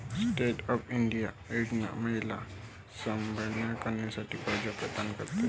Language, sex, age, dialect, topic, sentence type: Marathi, male, 18-24, Varhadi, banking, statement